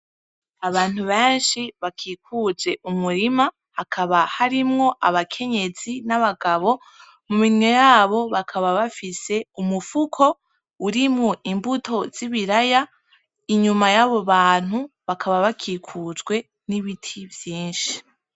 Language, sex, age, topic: Rundi, female, 18-24, agriculture